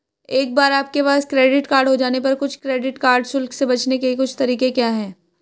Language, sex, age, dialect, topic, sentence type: Hindi, female, 18-24, Hindustani Malvi Khadi Boli, banking, question